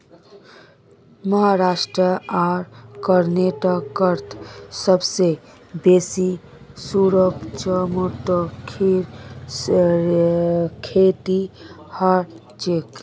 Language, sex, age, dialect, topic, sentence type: Magahi, female, 25-30, Northeastern/Surjapuri, agriculture, statement